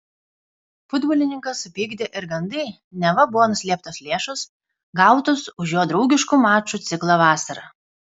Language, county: Lithuanian, Kaunas